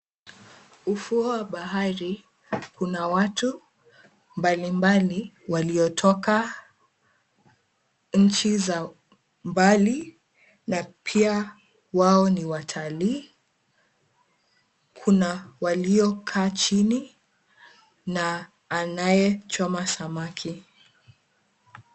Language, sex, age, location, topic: Swahili, female, 18-24, Mombasa, agriculture